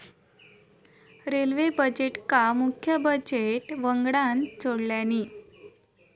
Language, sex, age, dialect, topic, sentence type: Marathi, female, 18-24, Southern Konkan, banking, statement